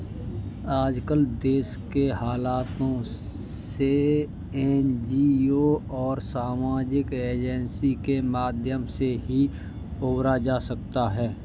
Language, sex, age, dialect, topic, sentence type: Hindi, male, 25-30, Kanauji Braj Bhasha, banking, statement